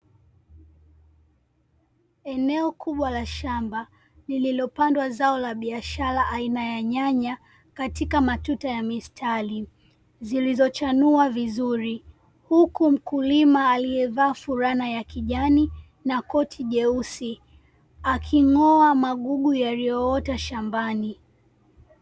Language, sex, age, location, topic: Swahili, female, 18-24, Dar es Salaam, agriculture